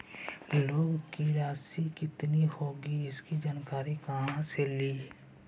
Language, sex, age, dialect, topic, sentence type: Magahi, male, 56-60, Central/Standard, banking, question